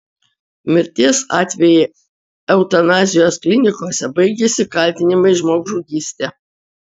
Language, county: Lithuanian, Utena